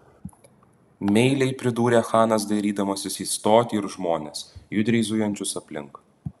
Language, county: Lithuanian, Utena